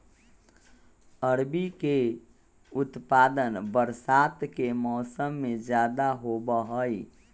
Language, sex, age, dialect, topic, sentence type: Magahi, male, 41-45, Western, agriculture, statement